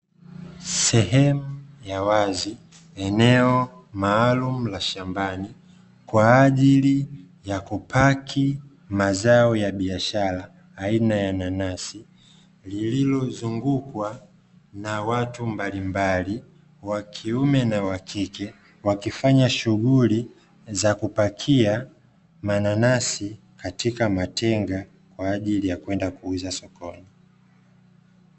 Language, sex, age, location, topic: Swahili, male, 25-35, Dar es Salaam, agriculture